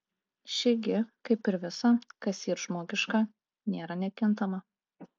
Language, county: Lithuanian, Klaipėda